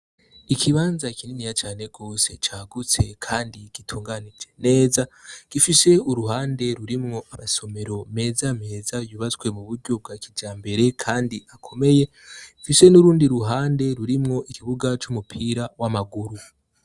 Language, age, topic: Rundi, 18-24, education